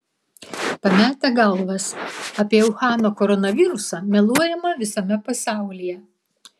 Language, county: Lithuanian, Vilnius